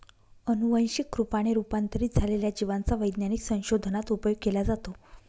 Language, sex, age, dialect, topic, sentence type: Marathi, female, 36-40, Northern Konkan, agriculture, statement